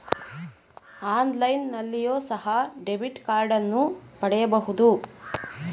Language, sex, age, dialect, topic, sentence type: Kannada, female, 41-45, Mysore Kannada, banking, statement